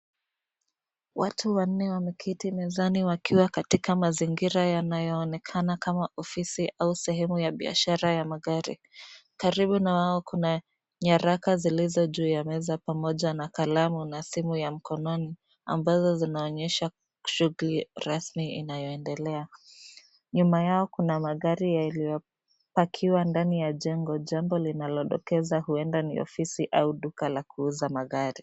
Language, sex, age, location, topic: Swahili, female, 25-35, Nairobi, finance